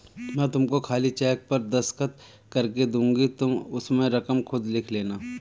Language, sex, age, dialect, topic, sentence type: Hindi, male, 36-40, Marwari Dhudhari, banking, statement